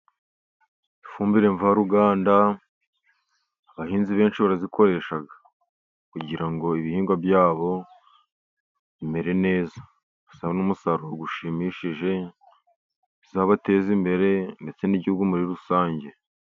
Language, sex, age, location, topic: Kinyarwanda, male, 50+, Musanze, agriculture